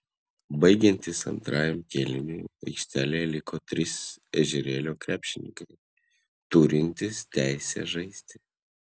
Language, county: Lithuanian, Klaipėda